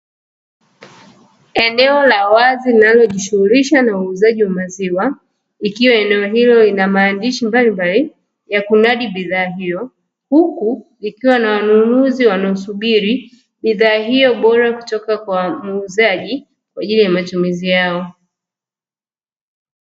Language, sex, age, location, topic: Swahili, female, 25-35, Dar es Salaam, finance